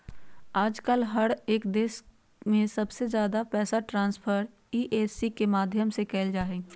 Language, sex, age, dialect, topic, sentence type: Magahi, female, 51-55, Western, banking, statement